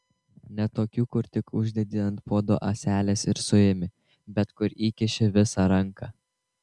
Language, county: Lithuanian, Tauragė